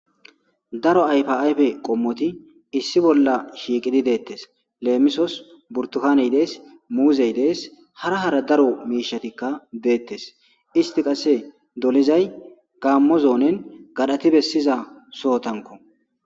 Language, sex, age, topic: Gamo, male, 18-24, agriculture